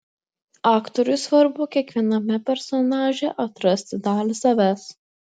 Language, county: Lithuanian, Klaipėda